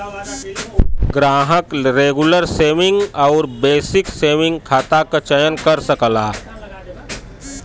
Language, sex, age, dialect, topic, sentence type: Bhojpuri, male, 36-40, Western, banking, statement